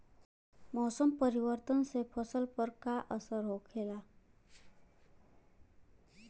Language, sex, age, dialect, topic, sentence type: Bhojpuri, female, 25-30, Western, agriculture, question